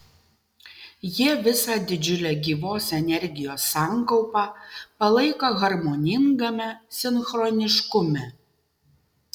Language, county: Lithuanian, Utena